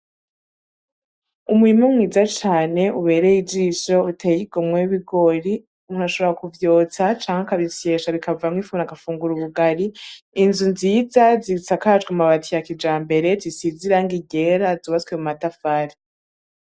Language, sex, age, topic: Rundi, female, 18-24, agriculture